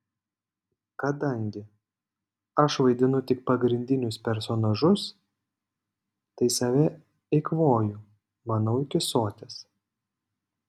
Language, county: Lithuanian, Panevėžys